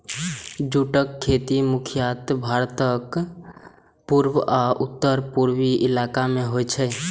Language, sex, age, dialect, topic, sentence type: Maithili, male, 18-24, Eastern / Thethi, agriculture, statement